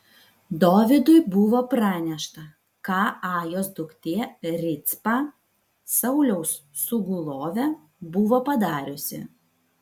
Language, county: Lithuanian, Vilnius